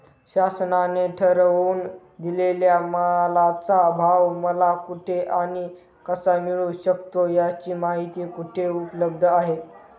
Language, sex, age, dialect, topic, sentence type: Marathi, male, 31-35, Northern Konkan, agriculture, question